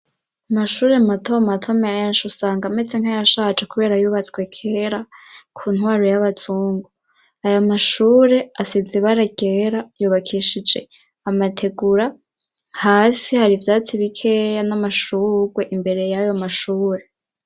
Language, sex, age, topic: Rundi, male, 18-24, education